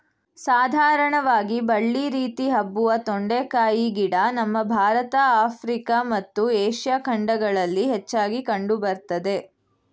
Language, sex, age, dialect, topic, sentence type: Kannada, female, 18-24, Mysore Kannada, agriculture, statement